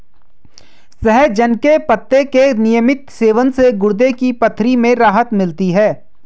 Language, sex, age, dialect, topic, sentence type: Hindi, male, 25-30, Hindustani Malvi Khadi Boli, agriculture, statement